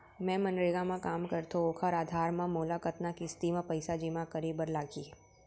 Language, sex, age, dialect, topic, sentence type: Chhattisgarhi, female, 18-24, Central, banking, question